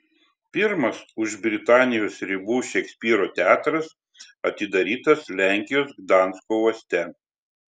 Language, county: Lithuanian, Telšiai